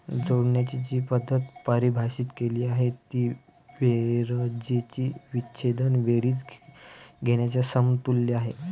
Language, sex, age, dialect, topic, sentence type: Marathi, male, 18-24, Varhadi, agriculture, statement